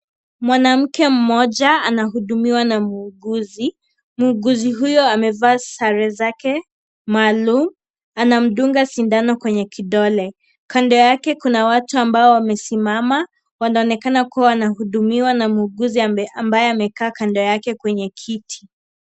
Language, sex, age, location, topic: Swahili, female, 25-35, Kisii, health